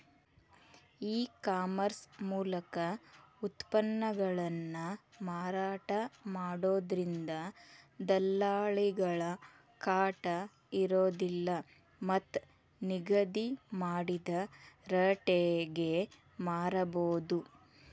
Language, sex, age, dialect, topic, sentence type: Kannada, female, 36-40, Dharwad Kannada, agriculture, statement